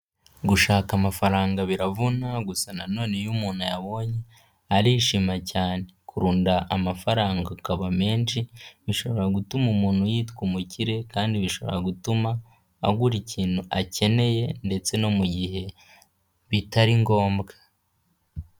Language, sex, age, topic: Kinyarwanda, male, 18-24, finance